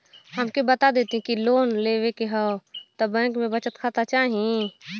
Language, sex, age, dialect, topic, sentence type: Bhojpuri, female, 25-30, Western, banking, question